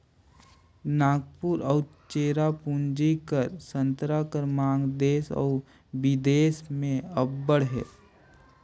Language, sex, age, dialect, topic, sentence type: Chhattisgarhi, male, 18-24, Northern/Bhandar, agriculture, statement